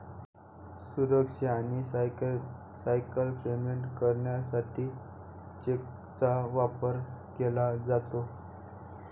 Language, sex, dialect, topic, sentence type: Marathi, male, Varhadi, banking, statement